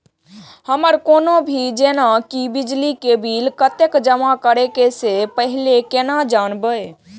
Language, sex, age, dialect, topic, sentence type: Maithili, female, 18-24, Eastern / Thethi, banking, question